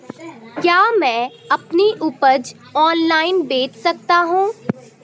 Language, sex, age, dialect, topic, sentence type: Hindi, female, 18-24, Marwari Dhudhari, agriculture, question